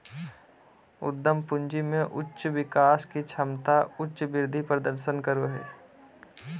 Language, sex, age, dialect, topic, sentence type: Magahi, male, 25-30, Southern, banking, statement